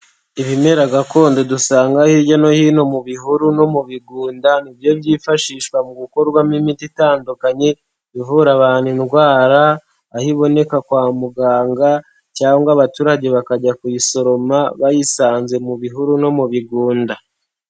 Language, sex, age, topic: Kinyarwanda, male, 18-24, health